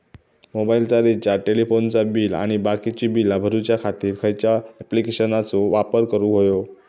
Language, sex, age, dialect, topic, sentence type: Marathi, male, 18-24, Southern Konkan, banking, question